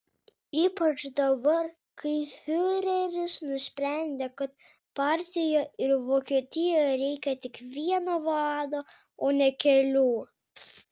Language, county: Lithuanian, Kaunas